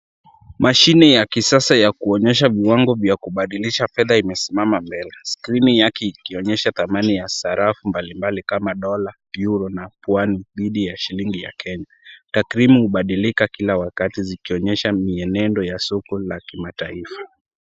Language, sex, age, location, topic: Swahili, male, 18-24, Kisumu, finance